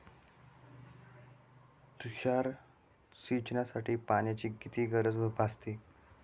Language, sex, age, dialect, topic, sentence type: Marathi, male, 18-24, Standard Marathi, agriculture, question